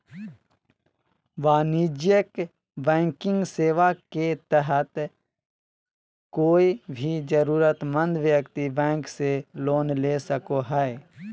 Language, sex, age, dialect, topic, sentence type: Magahi, male, 31-35, Southern, banking, statement